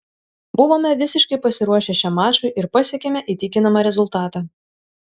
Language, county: Lithuanian, Šiauliai